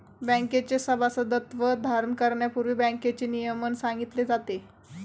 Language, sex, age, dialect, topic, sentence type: Marathi, female, 18-24, Standard Marathi, banking, statement